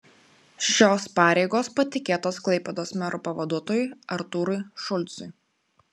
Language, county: Lithuanian, Klaipėda